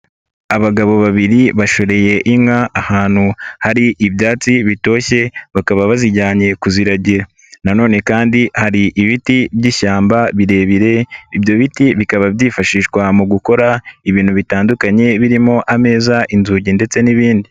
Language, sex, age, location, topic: Kinyarwanda, male, 25-35, Nyagatare, agriculture